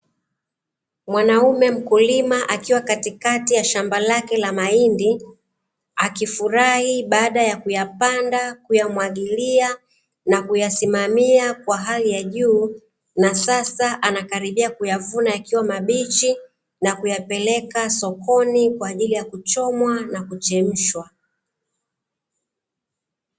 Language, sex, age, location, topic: Swahili, female, 25-35, Dar es Salaam, agriculture